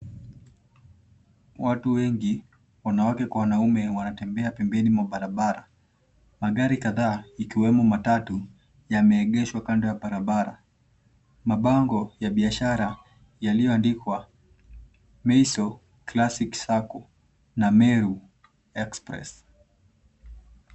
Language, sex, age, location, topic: Swahili, male, 18-24, Nairobi, government